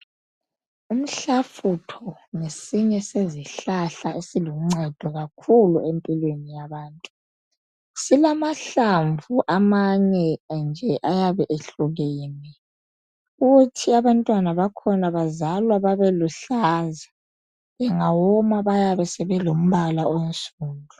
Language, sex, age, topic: North Ndebele, female, 25-35, health